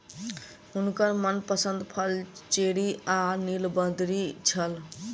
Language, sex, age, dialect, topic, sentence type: Maithili, female, 18-24, Southern/Standard, agriculture, statement